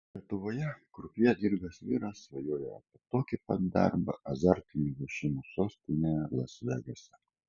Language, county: Lithuanian, Kaunas